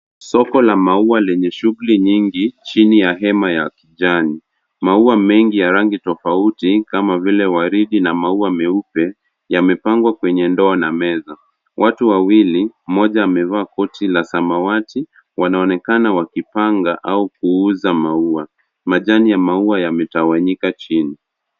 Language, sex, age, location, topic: Swahili, male, 18-24, Nairobi, finance